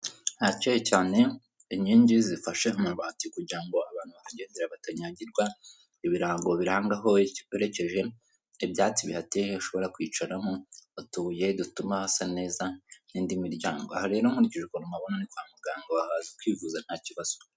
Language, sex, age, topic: Kinyarwanda, female, 18-24, government